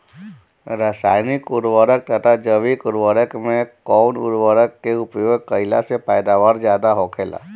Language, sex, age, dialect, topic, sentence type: Bhojpuri, male, 31-35, Northern, agriculture, question